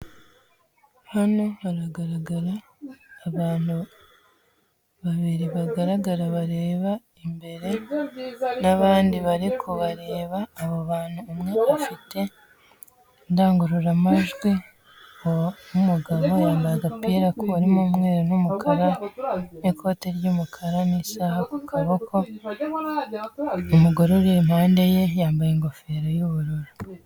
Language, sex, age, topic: Kinyarwanda, female, 18-24, government